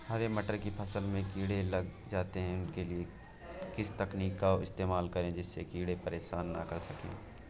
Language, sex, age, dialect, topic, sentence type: Hindi, male, 18-24, Awadhi Bundeli, agriculture, question